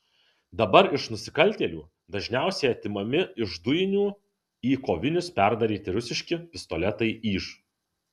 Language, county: Lithuanian, Kaunas